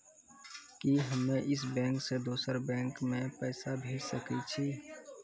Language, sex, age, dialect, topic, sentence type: Maithili, male, 18-24, Angika, banking, question